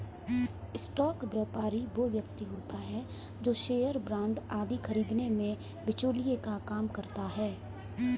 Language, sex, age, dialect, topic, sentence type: Hindi, female, 18-24, Kanauji Braj Bhasha, banking, statement